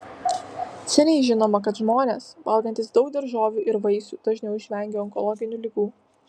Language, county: Lithuanian, Vilnius